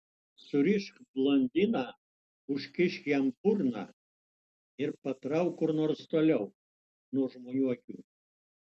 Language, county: Lithuanian, Utena